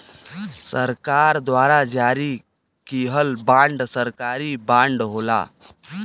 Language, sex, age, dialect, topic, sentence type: Bhojpuri, male, 25-30, Western, banking, statement